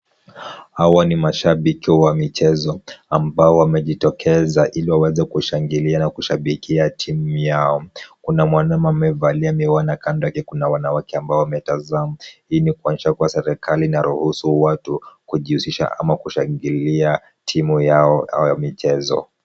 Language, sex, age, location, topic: Swahili, male, 18-24, Kisumu, government